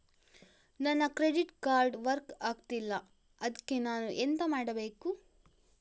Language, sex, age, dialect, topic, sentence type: Kannada, female, 56-60, Coastal/Dakshin, banking, question